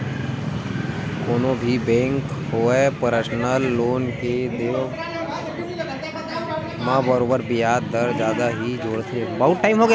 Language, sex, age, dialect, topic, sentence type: Chhattisgarhi, male, 18-24, Western/Budati/Khatahi, banking, statement